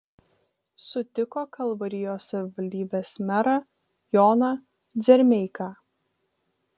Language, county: Lithuanian, Vilnius